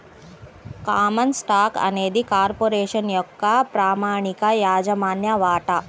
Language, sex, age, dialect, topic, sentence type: Telugu, female, 31-35, Central/Coastal, banking, statement